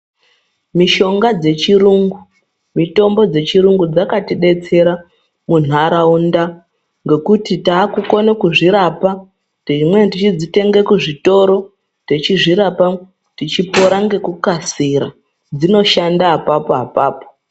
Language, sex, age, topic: Ndau, female, 36-49, health